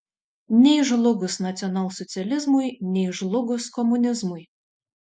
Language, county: Lithuanian, Šiauliai